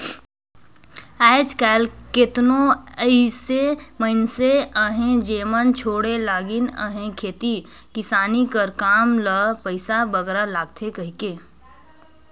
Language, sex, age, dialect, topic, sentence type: Chhattisgarhi, female, 18-24, Northern/Bhandar, agriculture, statement